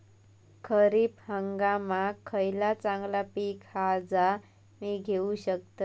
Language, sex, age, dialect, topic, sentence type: Marathi, female, 18-24, Southern Konkan, agriculture, question